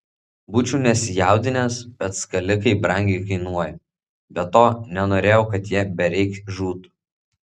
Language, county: Lithuanian, Vilnius